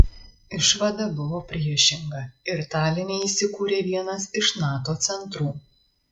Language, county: Lithuanian, Marijampolė